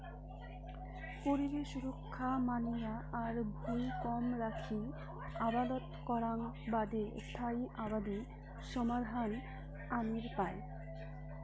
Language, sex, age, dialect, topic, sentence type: Bengali, female, 25-30, Rajbangshi, agriculture, statement